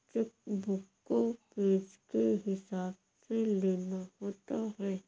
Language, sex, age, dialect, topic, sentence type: Hindi, female, 36-40, Awadhi Bundeli, banking, statement